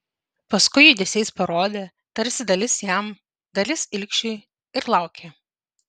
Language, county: Lithuanian, Vilnius